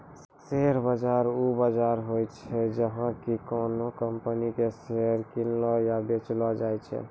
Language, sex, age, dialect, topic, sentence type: Maithili, male, 25-30, Angika, banking, statement